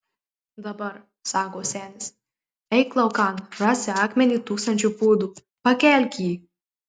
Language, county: Lithuanian, Marijampolė